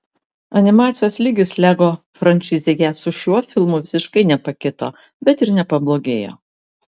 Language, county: Lithuanian, Vilnius